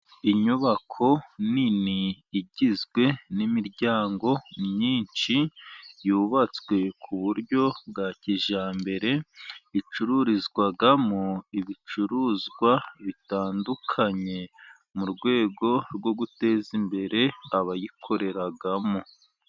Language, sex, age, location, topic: Kinyarwanda, male, 36-49, Burera, finance